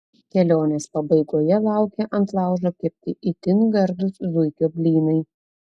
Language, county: Lithuanian, Telšiai